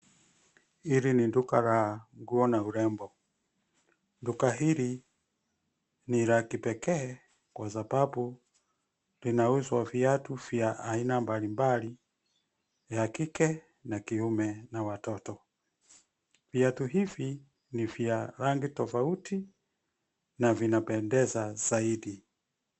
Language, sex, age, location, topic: Swahili, male, 50+, Nairobi, finance